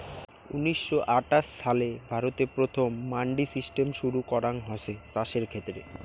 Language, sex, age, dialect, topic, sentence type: Bengali, male, 18-24, Rajbangshi, agriculture, statement